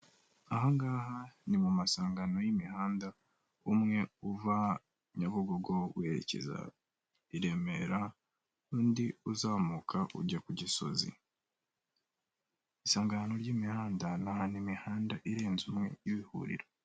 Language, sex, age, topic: Kinyarwanda, male, 18-24, government